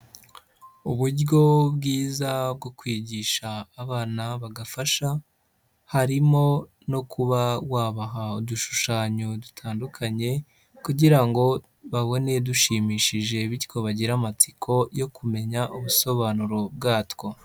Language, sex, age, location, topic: Kinyarwanda, male, 25-35, Huye, education